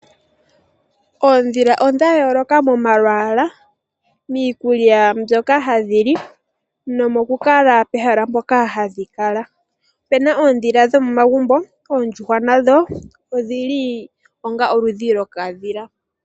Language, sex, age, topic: Oshiwambo, female, 18-24, agriculture